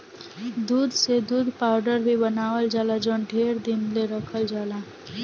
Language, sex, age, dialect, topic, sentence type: Bhojpuri, female, <18, Southern / Standard, agriculture, statement